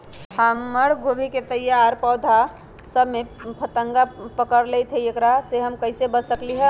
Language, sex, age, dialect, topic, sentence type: Magahi, male, 18-24, Western, agriculture, question